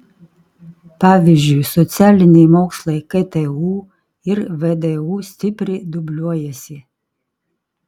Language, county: Lithuanian, Kaunas